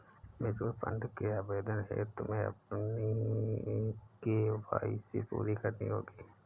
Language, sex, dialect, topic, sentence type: Hindi, male, Awadhi Bundeli, banking, statement